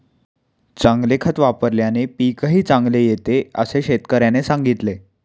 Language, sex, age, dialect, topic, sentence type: Marathi, male, 18-24, Standard Marathi, agriculture, statement